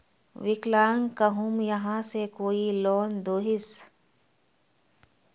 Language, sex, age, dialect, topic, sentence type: Magahi, female, 18-24, Northeastern/Surjapuri, banking, question